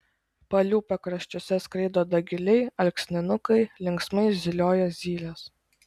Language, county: Lithuanian, Klaipėda